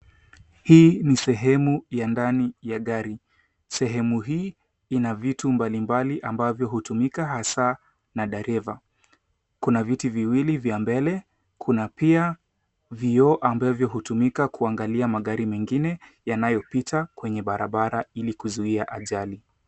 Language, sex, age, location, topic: Swahili, male, 18-24, Nairobi, finance